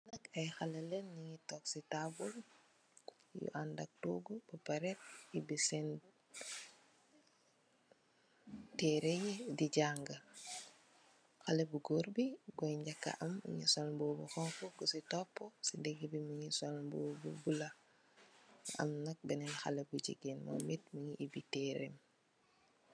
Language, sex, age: Wolof, female, 18-24